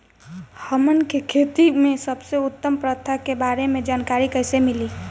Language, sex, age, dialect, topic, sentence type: Bhojpuri, female, <18, Southern / Standard, agriculture, question